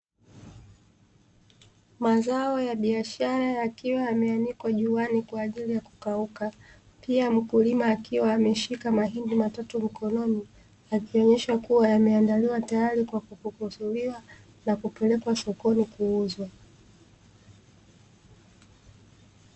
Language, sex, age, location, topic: Swahili, female, 25-35, Dar es Salaam, agriculture